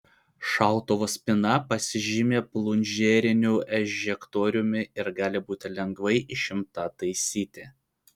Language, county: Lithuanian, Vilnius